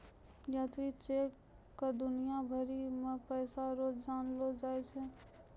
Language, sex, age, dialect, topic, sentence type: Maithili, female, 25-30, Angika, banking, statement